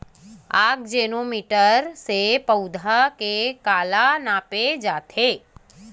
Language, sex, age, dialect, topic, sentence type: Chhattisgarhi, female, 31-35, Western/Budati/Khatahi, agriculture, question